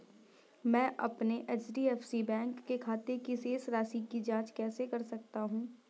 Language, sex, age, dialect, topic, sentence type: Hindi, female, 18-24, Awadhi Bundeli, banking, question